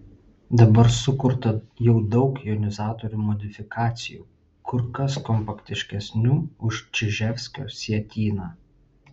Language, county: Lithuanian, Vilnius